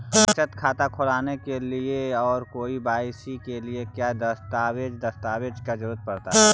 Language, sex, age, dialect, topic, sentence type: Magahi, male, 41-45, Central/Standard, banking, question